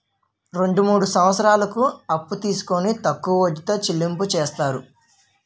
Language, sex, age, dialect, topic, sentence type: Telugu, male, 18-24, Utterandhra, banking, statement